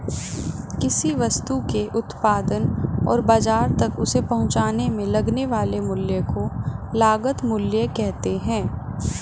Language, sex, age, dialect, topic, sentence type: Hindi, female, 25-30, Hindustani Malvi Khadi Boli, banking, statement